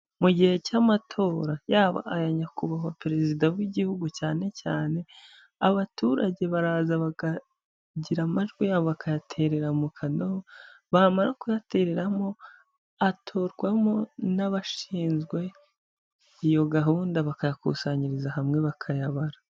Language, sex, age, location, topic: Kinyarwanda, female, 25-35, Huye, government